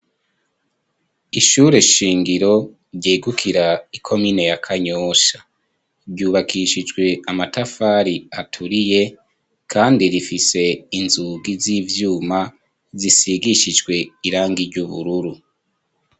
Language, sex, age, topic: Rundi, male, 25-35, education